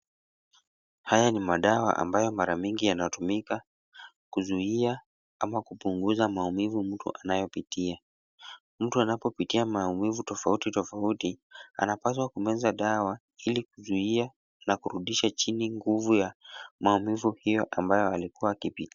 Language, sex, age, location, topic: Swahili, male, 18-24, Kisumu, health